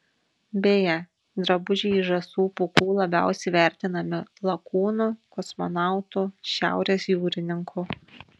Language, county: Lithuanian, Šiauliai